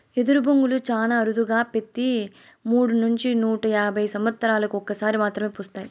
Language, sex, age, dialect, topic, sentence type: Telugu, female, 18-24, Southern, agriculture, statement